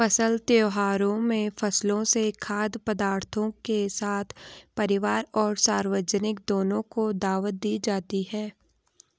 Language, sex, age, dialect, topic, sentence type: Hindi, female, 18-24, Garhwali, agriculture, statement